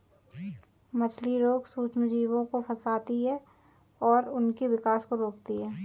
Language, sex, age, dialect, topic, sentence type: Hindi, female, 18-24, Kanauji Braj Bhasha, agriculture, statement